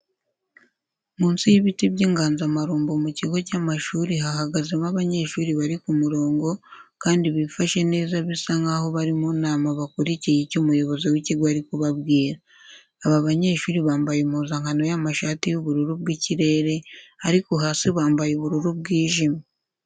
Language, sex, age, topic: Kinyarwanda, female, 25-35, education